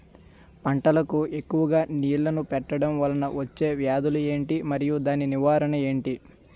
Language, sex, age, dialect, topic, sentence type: Telugu, male, 25-30, Utterandhra, agriculture, question